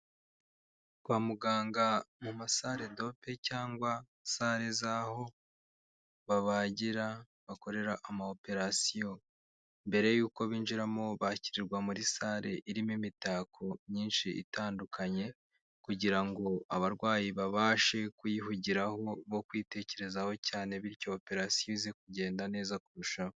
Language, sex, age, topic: Kinyarwanda, male, 25-35, health